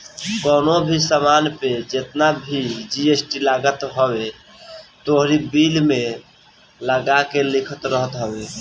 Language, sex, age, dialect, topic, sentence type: Bhojpuri, male, 18-24, Northern, banking, statement